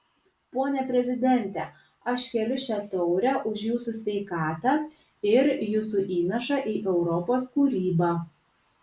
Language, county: Lithuanian, Kaunas